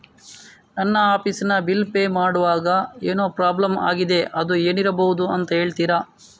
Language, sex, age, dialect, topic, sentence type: Kannada, male, 18-24, Coastal/Dakshin, banking, question